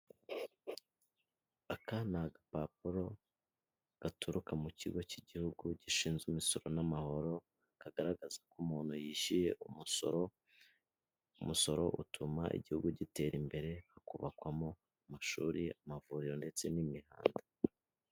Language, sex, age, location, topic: Kinyarwanda, male, 25-35, Kigali, finance